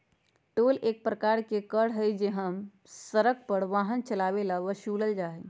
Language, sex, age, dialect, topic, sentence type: Magahi, female, 56-60, Western, banking, statement